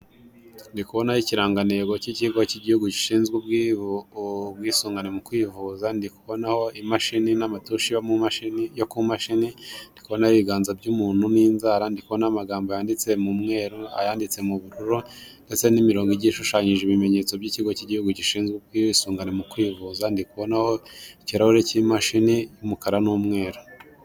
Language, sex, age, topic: Kinyarwanda, male, 18-24, finance